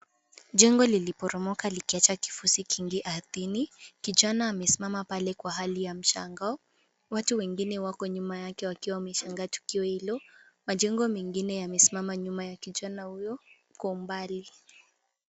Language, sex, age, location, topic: Swahili, female, 18-24, Kisumu, health